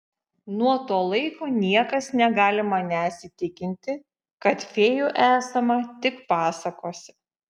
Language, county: Lithuanian, Šiauliai